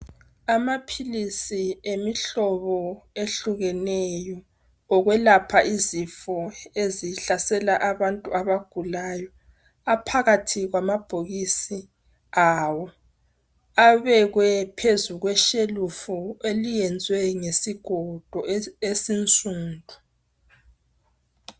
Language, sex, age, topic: North Ndebele, female, 25-35, health